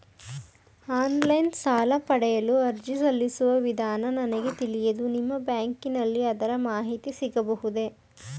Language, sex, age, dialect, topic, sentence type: Kannada, female, 18-24, Mysore Kannada, banking, question